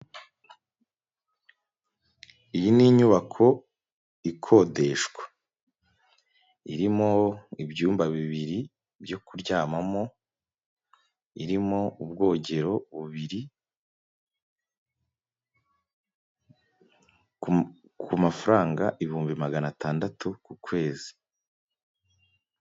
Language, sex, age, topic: Kinyarwanda, male, 25-35, finance